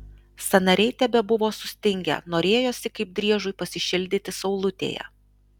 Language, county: Lithuanian, Alytus